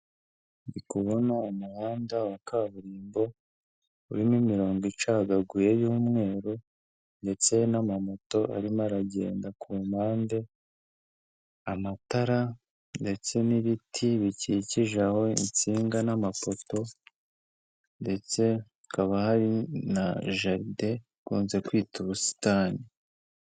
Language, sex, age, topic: Kinyarwanda, male, 25-35, government